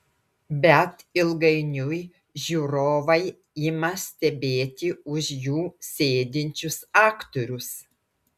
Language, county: Lithuanian, Klaipėda